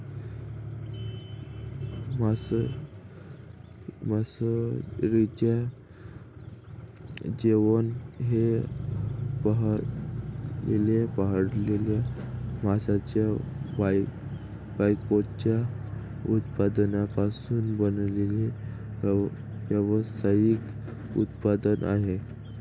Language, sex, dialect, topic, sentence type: Marathi, male, Varhadi, agriculture, statement